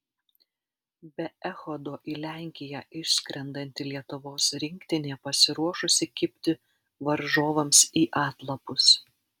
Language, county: Lithuanian, Alytus